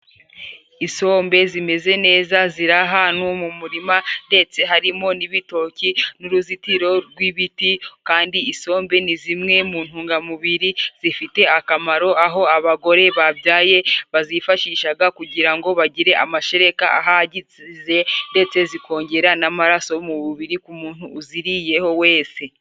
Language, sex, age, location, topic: Kinyarwanda, female, 18-24, Musanze, agriculture